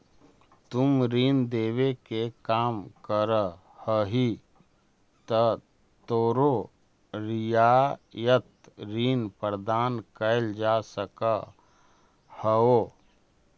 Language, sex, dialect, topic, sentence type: Magahi, male, Central/Standard, agriculture, statement